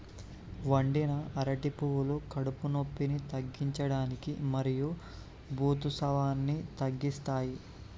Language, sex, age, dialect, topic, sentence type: Telugu, male, 18-24, Telangana, agriculture, statement